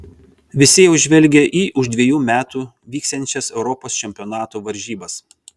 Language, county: Lithuanian, Vilnius